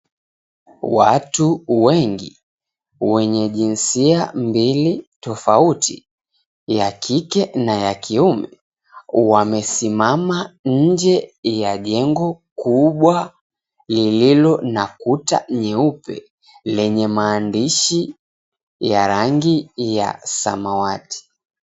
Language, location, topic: Swahili, Mombasa, government